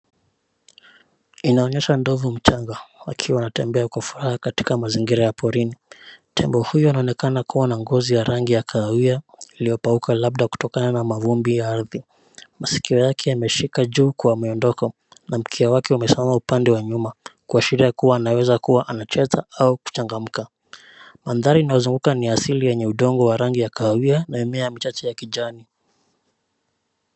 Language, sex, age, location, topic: Swahili, male, 25-35, Nairobi, government